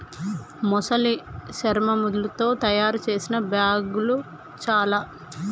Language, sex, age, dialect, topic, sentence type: Telugu, female, 31-35, Telangana, agriculture, statement